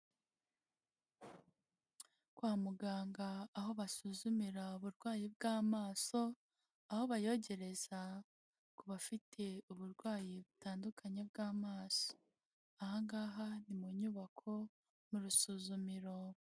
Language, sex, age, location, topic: Kinyarwanda, female, 18-24, Huye, health